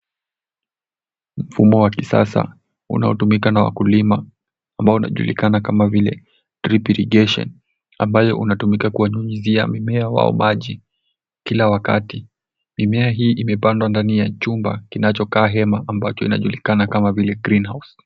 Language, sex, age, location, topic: Swahili, male, 18-24, Nairobi, agriculture